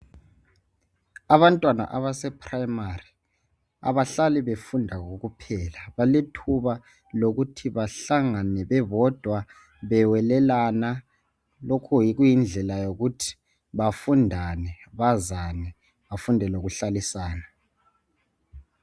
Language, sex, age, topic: North Ndebele, male, 18-24, education